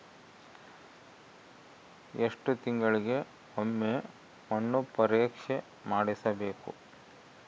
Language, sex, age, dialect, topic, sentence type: Kannada, male, 36-40, Central, agriculture, question